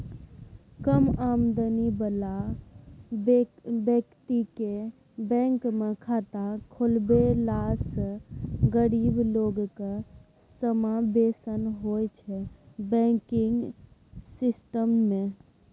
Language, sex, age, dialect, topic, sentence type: Maithili, female, 18-24, Bajjika, banking, statement